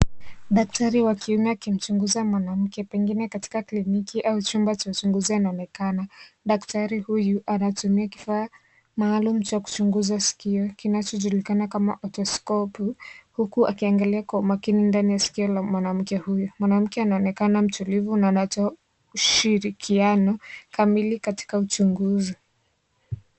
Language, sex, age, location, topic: Swahili, female, 18-24, Kisii, health